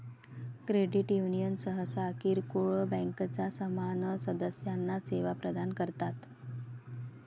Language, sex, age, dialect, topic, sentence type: Marathi, female, 36-40, Varhadi, banking, statement